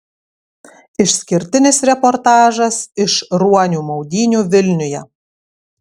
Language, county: Lithuanian, Kaunas